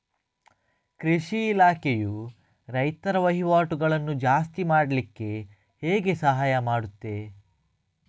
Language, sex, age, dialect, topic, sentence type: Kannada, male, 31-35, Coastal/Dakshin, agriculture, question